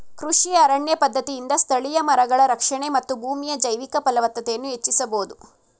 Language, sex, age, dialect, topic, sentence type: Kannada, female, 56-60, Mysore Kannada, agriculture, statement